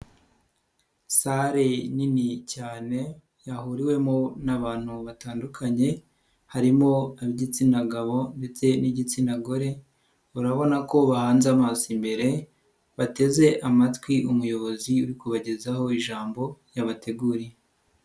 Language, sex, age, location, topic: Kinyarwanda, male, 18-24, Nyagatare, government